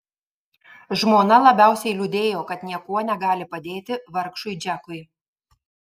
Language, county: Lithuanian, Marijampolė